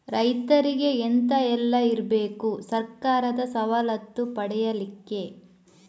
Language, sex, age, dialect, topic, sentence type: Kannada, female, 25-30, Coastal/Dakshin, banking, question